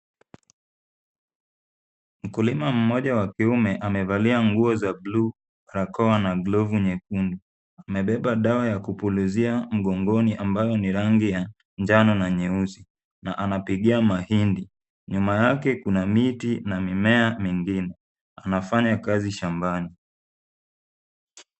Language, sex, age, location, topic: Swahili, male, 18-24, Kisumu, health